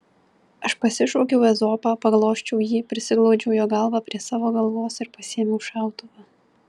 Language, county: Lithuanian, Vilnius